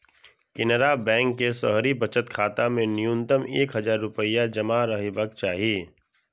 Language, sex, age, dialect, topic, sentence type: Maithili, male, 60-100, Eastern / Thethi, banking, statement